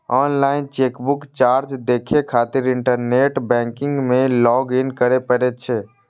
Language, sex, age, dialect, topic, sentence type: Maithili, male, 25-30, Eastern / Thethi, banking, statement